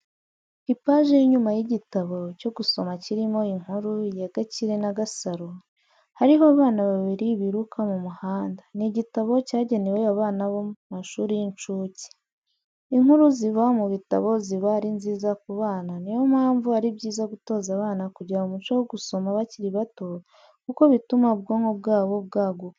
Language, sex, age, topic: Kinyarwanda, female, 25-35, education